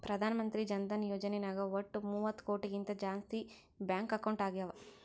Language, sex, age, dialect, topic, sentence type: Kannada, female, 56-60, Northeastern, banking, statement